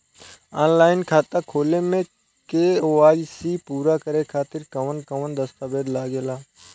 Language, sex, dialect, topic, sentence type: Bhojpuri, male, Southern / Standard, banking, question